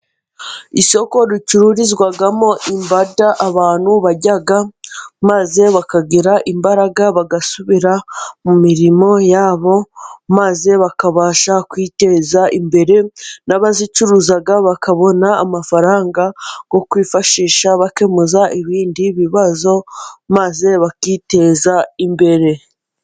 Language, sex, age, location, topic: Kinyarwanda, female, 18-24, Musanze, finance